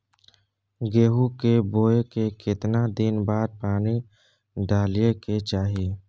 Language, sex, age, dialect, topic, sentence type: Maithili, male, 18-24, Bajjika, agriculture, question